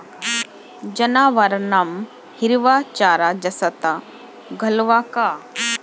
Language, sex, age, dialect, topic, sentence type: Marathi, female, 25-30, Standard Marathi, agriculture, question